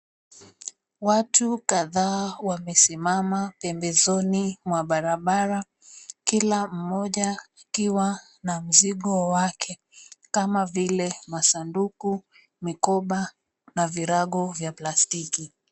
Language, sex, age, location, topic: Swahili, female, 25-35, Mombasa, government